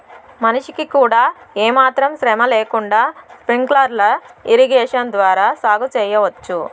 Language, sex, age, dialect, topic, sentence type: Telugu, female, 60-100, Southern, agriculture, statement